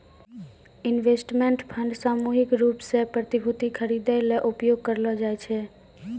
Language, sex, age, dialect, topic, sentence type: Maithili, female, 18-24, Angika, agriculture, statement